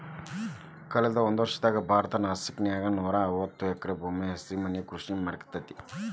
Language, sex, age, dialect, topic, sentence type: Kannada, male, 36-40, Dharwad Kannada, agriculture, statement